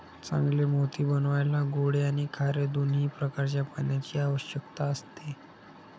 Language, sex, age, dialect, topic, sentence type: Marathi, male, 25-30, Standard Marathi, agriculture, statement